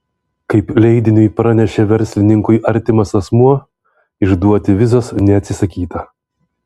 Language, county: Lithuanian, Vilnius